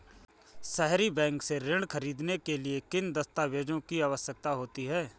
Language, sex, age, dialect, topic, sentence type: Hindi, male, 25-30, Awadhi Bundeli, banking, question